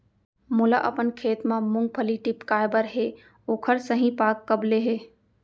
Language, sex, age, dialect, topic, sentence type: Chhattisgarhi, female, 25-30, Central, agriculture, question